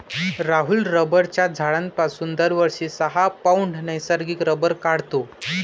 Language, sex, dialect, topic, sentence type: Marathi, male, Varhadi, agriculture, statement